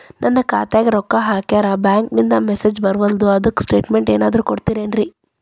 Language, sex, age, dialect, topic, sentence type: Kannada, female, 31-35, Dharwad Kannada, banking, question